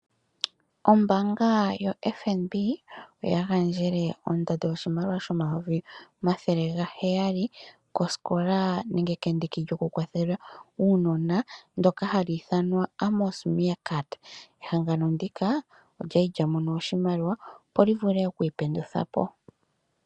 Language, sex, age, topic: Oshiwambo, female, 25-35, finance